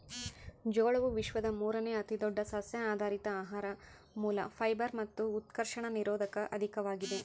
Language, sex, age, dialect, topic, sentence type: Kannada, female, 31-35, Central, agriculture, statement